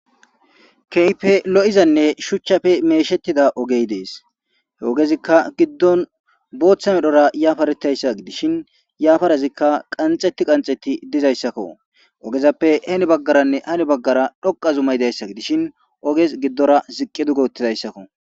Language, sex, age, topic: Gamo, male, 25-35, government